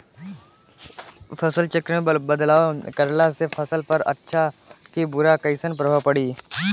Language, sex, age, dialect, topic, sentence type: Bhojpuri, male, 18-24, Southern / Standard, agriculture, question